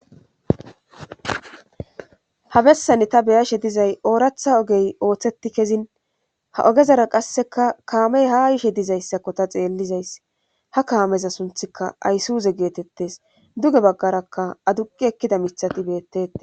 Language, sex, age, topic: Gamo, male, 18-24, government